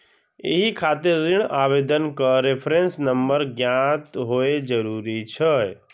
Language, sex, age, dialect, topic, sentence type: Maithili, male, 60-100, Eastern / Thethi, banking, statement